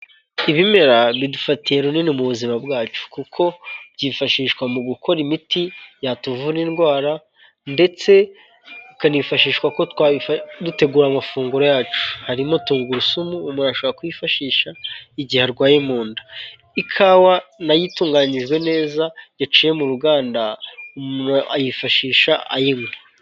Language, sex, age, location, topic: Kinyarwanda, male, 18-24, Kigali, health